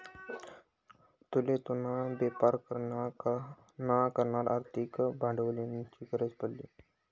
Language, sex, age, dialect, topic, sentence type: Marathi, male, 18-24, Northern Konkan, banking, statement